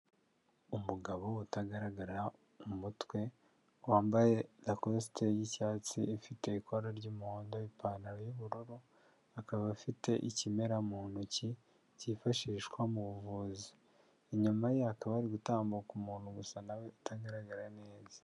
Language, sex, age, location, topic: Kinyarwanda, male, 36-49, Huye, health